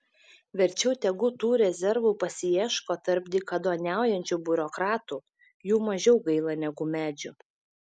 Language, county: Lithuanian, Šiauliai